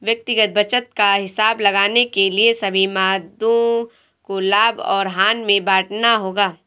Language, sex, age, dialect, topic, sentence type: Hindi, female, 18-24, Awadhi Bundeli, banking, statement